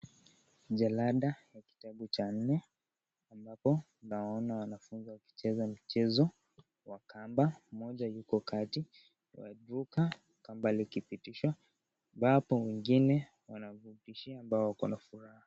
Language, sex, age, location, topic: Swahili, male, 18-24, Kisii, education